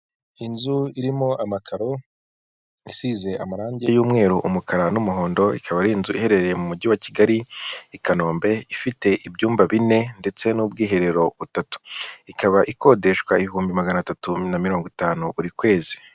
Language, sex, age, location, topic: Kinyarwanda, female, 36-49, Kigali, finance